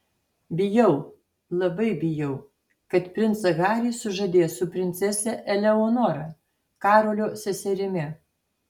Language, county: Lithuanian, Alytus